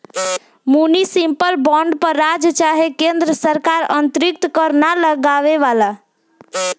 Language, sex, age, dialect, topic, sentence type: Bhojpuri, female, <18, Southern / Standard, banking, statement